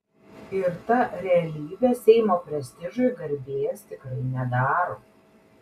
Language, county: Lithuanian, Klaipėda